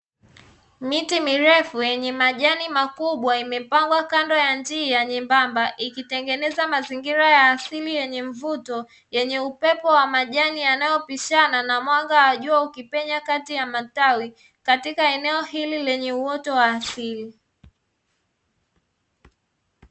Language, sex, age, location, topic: Swahili, female, 25-35, Dar es Salaam, agriculture